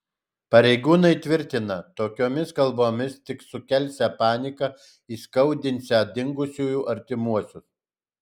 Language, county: Lithuanian, Alytus